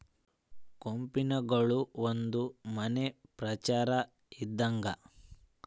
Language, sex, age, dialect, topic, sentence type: Kannada, male, 25-30, Central, banking, statement